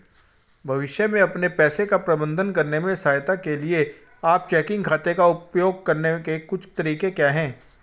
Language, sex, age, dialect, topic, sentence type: Hindi, female, 36-40, Hindustani Malvi Khadi Boli, banking, question